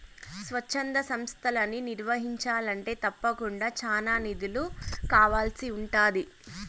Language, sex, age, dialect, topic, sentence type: Telugu, female, 18-24, Southern, banking, statement